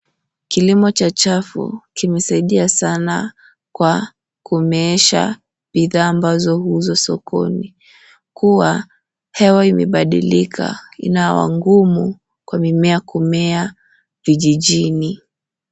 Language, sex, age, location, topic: Swahili, female, 18-24, Nairobi, finance